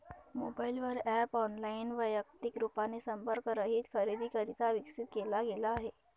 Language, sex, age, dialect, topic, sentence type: Marathi, male, 31-35, Northern Konkan, banking, statement